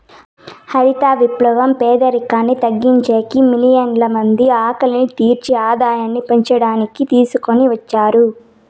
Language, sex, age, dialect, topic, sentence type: Telugu, female, 18-24, Southern, agriculture, statement